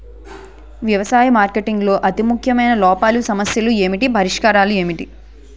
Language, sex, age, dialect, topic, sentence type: Telugu, female, 18-24, Utterandhra, agriculture, question